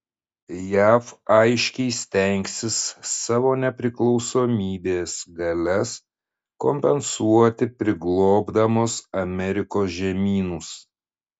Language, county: Lithuanian, Šiauliai